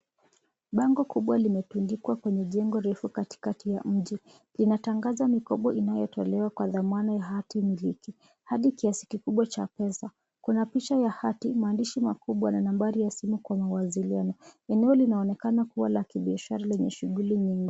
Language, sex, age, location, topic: Swahili, female, 25-35, Nairobi, finance